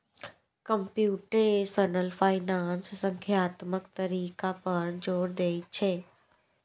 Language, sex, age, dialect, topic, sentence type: Maithili, female, 18-24, Eastern / Thethi, banking, statement